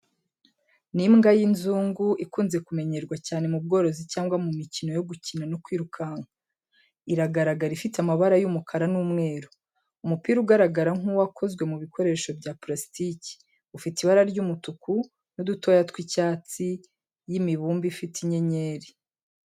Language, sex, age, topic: Kinyarwanda, female, 25-35, education